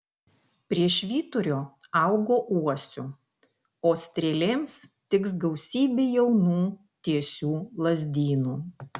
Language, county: Lithuanian, Kaunas